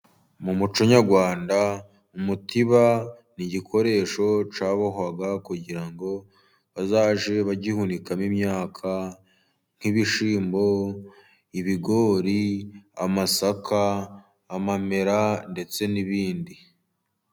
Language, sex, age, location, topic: Kinyarwanda, male, 18-24, Musanze, government